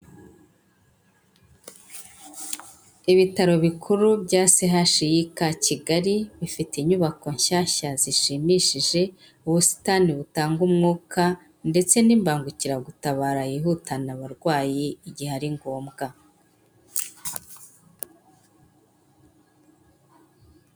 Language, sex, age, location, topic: Kinyarwanda, female, 50+, Kigali, government